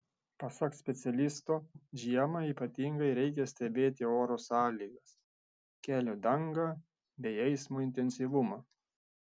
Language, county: Lithuanian, Šiauliai